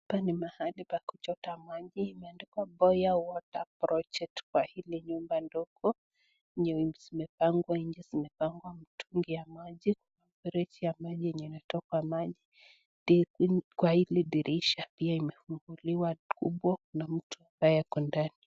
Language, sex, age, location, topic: Swahili, female, 25-35, Nakuru, health